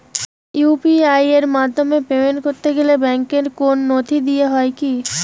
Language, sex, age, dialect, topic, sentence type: Bengali, female, 18-24, Rajbangshi, banking, question